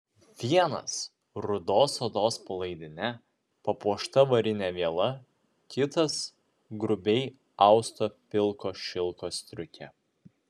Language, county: Lithuanian, Vilnius